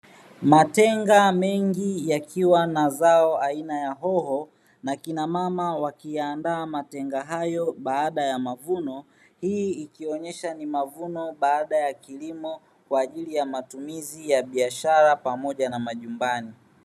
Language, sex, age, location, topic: Swahili, male, 36-49, Dar es Salaam, agriculture